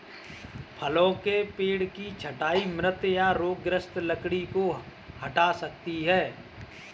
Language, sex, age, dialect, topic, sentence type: Hindi, male, 25-30, Kanauji Braj Bhasha, agriculture, statement